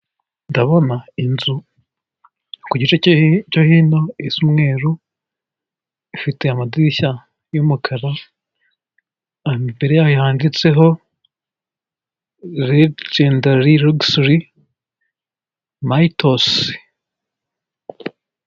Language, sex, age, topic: Kinyarwanda, male, 18-24, finance